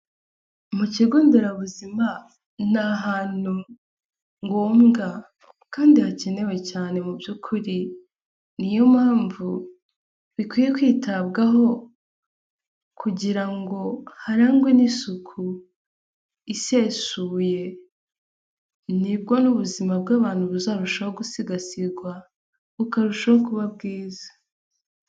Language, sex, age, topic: Kinyarwanda, female, 18-24, health